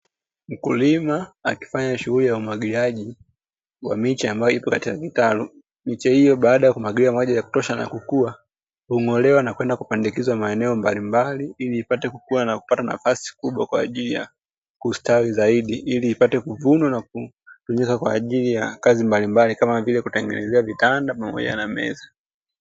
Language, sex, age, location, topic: Swahili, male, 25-35, Dar es Salaam, agriculture